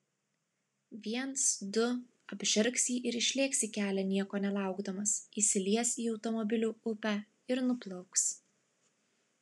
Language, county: Lithuanian, Klaipėda